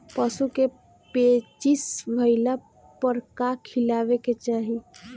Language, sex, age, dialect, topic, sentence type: Bhojpuri, female, 18-24, Northern, agriculture, question